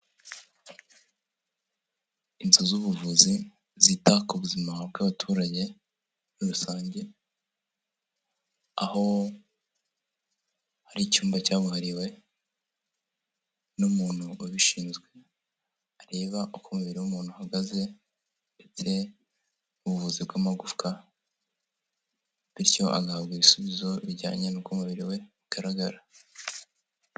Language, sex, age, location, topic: Kinyarwanda, male, 18-24, Kigali, health